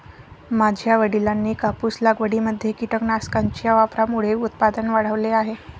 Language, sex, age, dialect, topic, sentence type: Marathi, female, 25-30, Varhadi, agriculture, statement